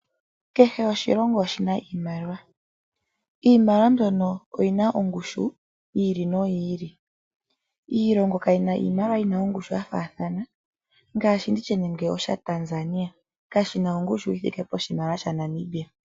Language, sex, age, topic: Oshiwambo, female, 25-35, finance